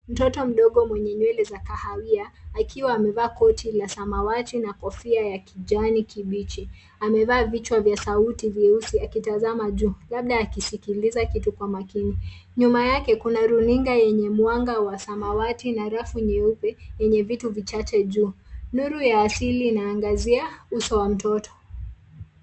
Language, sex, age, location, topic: Swahili, female, 25-35, Nairobi, education